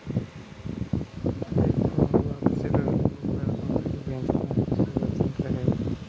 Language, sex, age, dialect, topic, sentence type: Hindi, male, 18-24, Kanauji Braj Bhasha, banking, statement